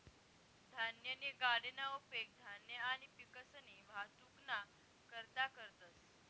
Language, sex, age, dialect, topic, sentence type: Marathi, female, 18-24, Northern Konkan, agriculture, statement